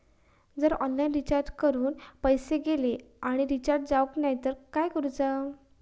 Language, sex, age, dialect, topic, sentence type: Marathi, female, 18-24, Southern Konkan, banking, question